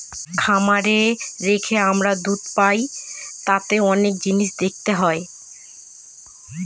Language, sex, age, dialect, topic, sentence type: Bengali, female, 25-30, Northern/Varendri, agriculture, statement